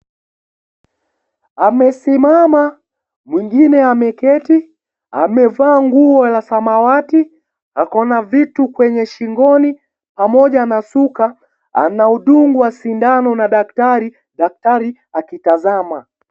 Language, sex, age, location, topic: Swahili, male, 18-24, Kisii, health